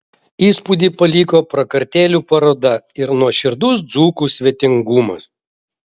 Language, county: Lithuanian, Vilnius